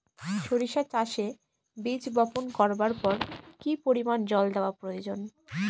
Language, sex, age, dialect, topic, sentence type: Bengali, female, 18-24, Northern/Varendri, agriculture, question